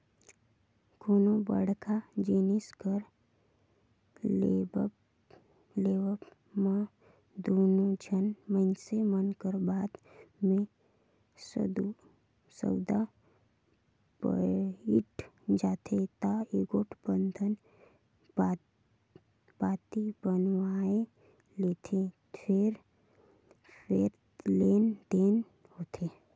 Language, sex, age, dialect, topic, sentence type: Chhattisgarhi, female, 56-60, Northern/Bhandar, banking, statement